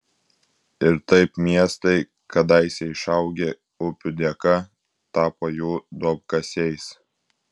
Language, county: Lithuanian, Klaipėda